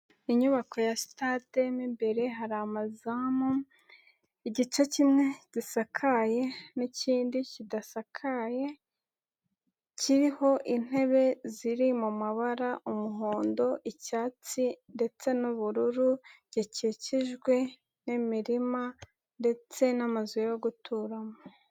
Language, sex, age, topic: Kinyarwanda, female, 18-24, government